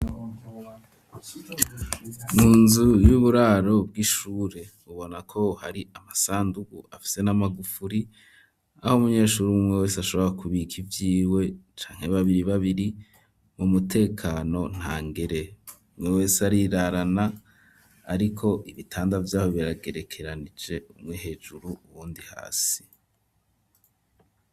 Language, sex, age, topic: Rundi, male, 25-35, education